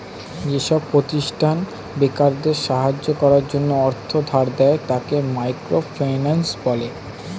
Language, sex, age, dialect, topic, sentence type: Bengali, male, 18-24, Standard Colloquial, banking, statement